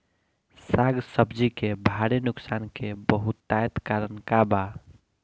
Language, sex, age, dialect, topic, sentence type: Bhojpuri, male, 25-30, Southern / Standard, agriculture, question